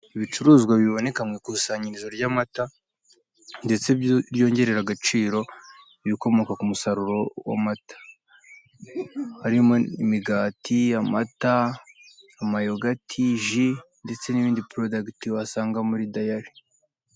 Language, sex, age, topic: Kinyarwanda, male, 18-24, finance